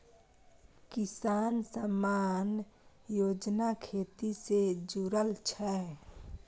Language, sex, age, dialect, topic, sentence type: Maithili, female, 18-24, Bajjika, agriculture, statement